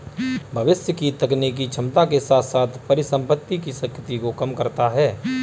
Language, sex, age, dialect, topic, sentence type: Hindi, male, 25-30, Kanauji Braj Bhasha, banking, statement